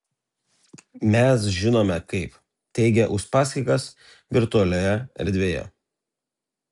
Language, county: Lithuanian, Telšiai